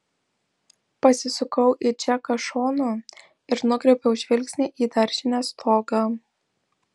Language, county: Lithuanian, Vilnius